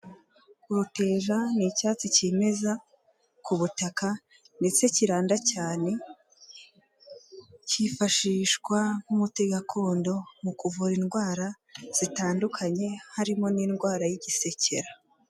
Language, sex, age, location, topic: Kinyarwanda, female, 18-24, Kigali, health